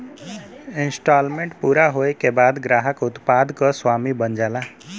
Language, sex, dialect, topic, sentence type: Bhojpuri, male, Western, banking, statement